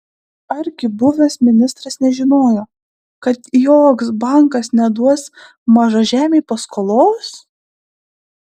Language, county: Lithuanian, Klaipėda